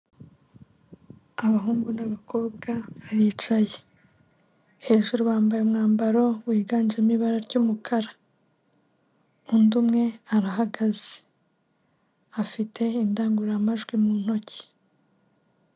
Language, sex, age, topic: Kinyarwanda, female, 25-35, government